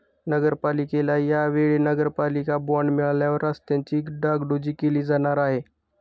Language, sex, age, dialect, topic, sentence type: Marathi, male, 31-35, Standard Marathi, banking, statement